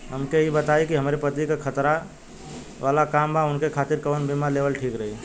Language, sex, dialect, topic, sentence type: Bhojpuri, male, Western, banking, question